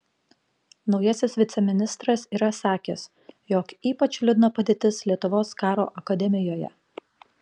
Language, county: Lithuanian, Panevėžys